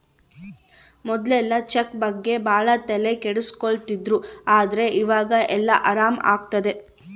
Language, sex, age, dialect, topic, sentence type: Kannada, female, 18-24, Central, banking, statement